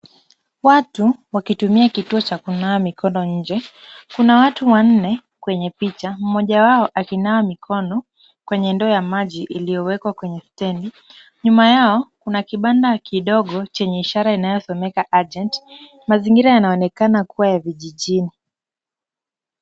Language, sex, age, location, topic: Swahili, female, 25-35, Kisumu, health